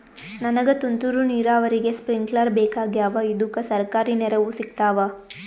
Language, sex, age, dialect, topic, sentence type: Kannada, female, 18-24, Northeastern, agriculture, question